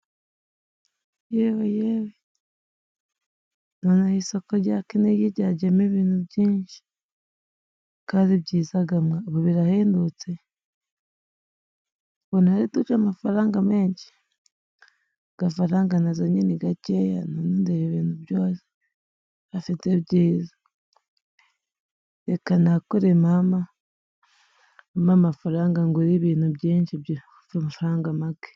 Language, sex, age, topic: Kinyarwanda, female, 25-35, finance